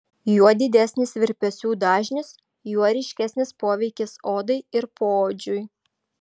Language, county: Lithuanian, Vilnius